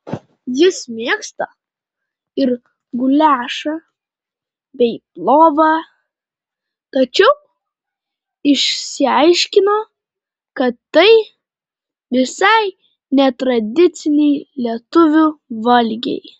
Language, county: Lithuanian, Panevėžys